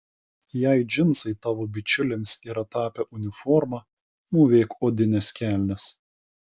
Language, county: Lithuanian, Kaunas